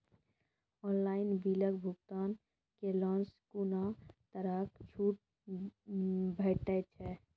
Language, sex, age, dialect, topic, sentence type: Maithili, female, 18-24, Angika, banking, question